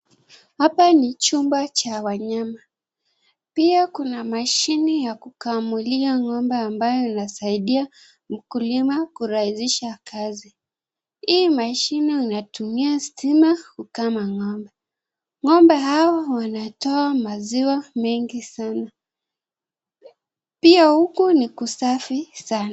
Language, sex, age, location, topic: Swahili, female, 25-35, Nakuru, agriculture